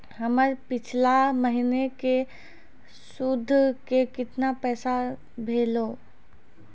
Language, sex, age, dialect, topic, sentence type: Maithili, female, 25-30, Angika, banking, question